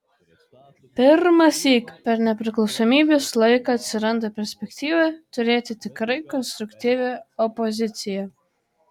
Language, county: Lithuanian, Tauragė